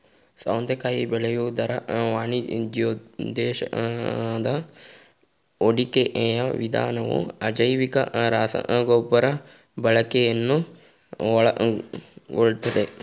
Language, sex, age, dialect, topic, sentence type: Kannada, male, 36-40, Mysore Kannada, agriculture, statement